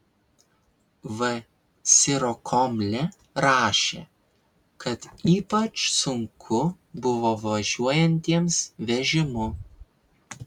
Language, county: Lithuanian, Vilnius